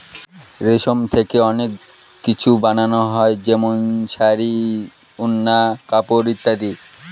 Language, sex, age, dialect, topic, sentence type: Bengali, male, 18-24, Northern/Varendri, agriculture, statement